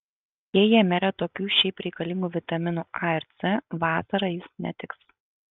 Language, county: Lithuanian, Kaunas